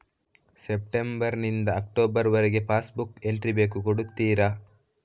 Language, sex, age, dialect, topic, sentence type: Kannada, male, 18-24, Coastal/Dakshin, banking, question